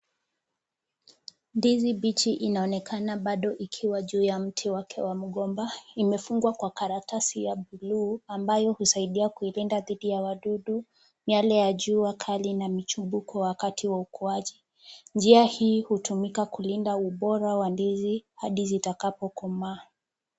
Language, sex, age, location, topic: Swahili, female, 18-24, Kisumu, agriculture